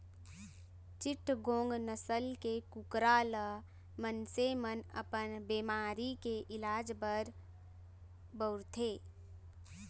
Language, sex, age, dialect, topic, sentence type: Chhattisgarhi, female, 18-24, Central, agriculture, statement